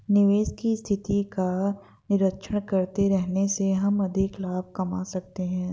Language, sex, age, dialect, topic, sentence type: Hindi, female, 25-30, Hindustani Malvi Khadi Boli, banking, statement